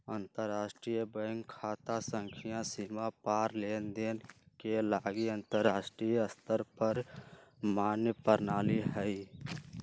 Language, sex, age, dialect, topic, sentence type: Magahi, male, 46-50, Western, banking, statement